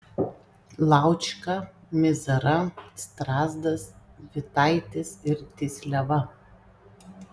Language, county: Lithuanian, Panevėžys